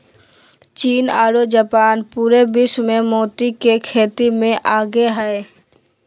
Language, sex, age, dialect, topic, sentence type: Magahi, female, 18-24, Southern, agriculture, statement